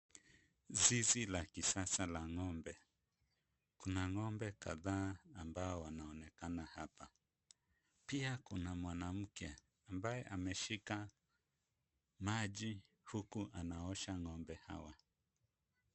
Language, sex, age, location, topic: Swahili, male, 25-35, Kisumu, agriculture